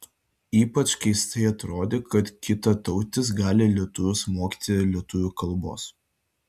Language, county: Lithuanian, Vilnius